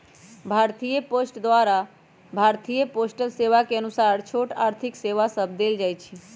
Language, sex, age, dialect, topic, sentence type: Magahi, female, 31-35, Western, banking, statement